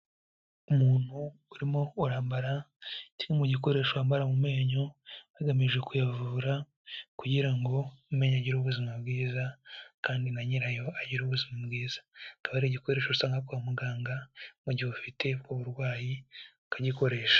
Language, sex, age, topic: Kinyarwanda, male, 18-24, health